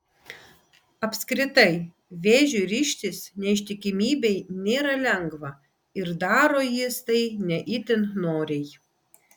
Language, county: Lithuanian, Vilnius